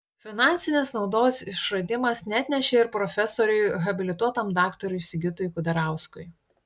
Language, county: Lithuanian, Utena